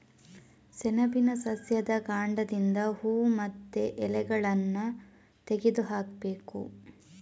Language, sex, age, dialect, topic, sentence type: Kannada, female, 25-30, Coastal/Dakshin, agriculture, statement